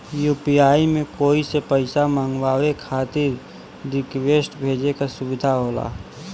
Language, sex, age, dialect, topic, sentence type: Bhojpuri, male, 18-24, Western, banking, statement